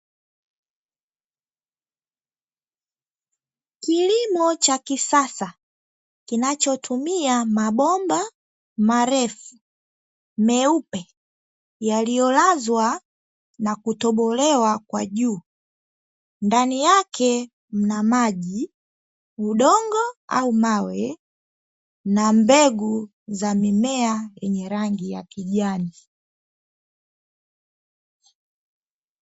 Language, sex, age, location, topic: Swahili, female, 18-24, Dar es Salaam, agriculture